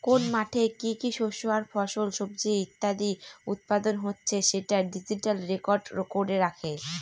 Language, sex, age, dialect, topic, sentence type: Bengali, female, 36-40, Northern/Varendri, agriculture, statement